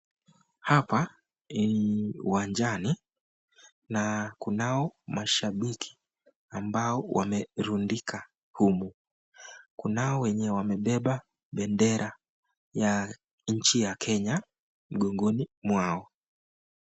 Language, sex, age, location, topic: Swahili, male, 25-35, Nakuru, government